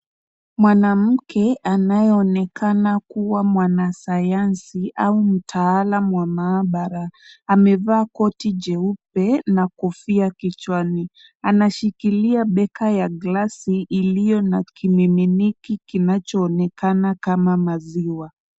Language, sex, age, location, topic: Swahili, female, 25-35, Kisumu, agriculture